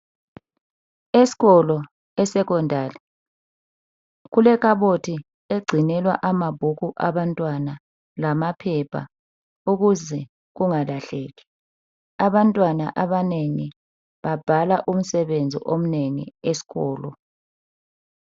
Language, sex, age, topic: North Ndebele, female, 36-49, education